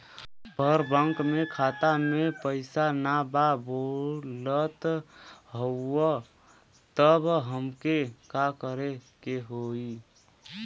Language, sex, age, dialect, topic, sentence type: Bhojpuri, male, 18-24, Western, banking, question